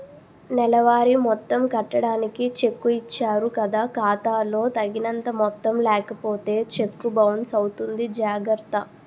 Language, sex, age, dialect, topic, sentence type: Telugu, female, 18-24, Utterandhra, banking, statement